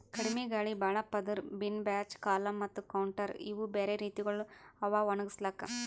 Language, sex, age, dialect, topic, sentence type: Kannada, male, 25-30, Northeastern, agriculture, statement